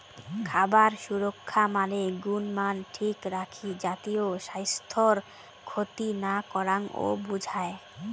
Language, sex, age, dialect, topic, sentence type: Bengali, female, 18-24, Rajbangshi, agriculture, statement